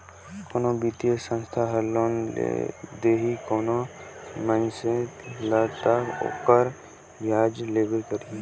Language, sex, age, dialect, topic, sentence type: Chhattisgarhi, male, 18-24, Northern/Bhandar, banking, statement